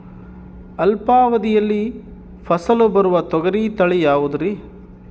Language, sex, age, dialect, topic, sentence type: Kannada, male, 31-35, Central, agriculture, question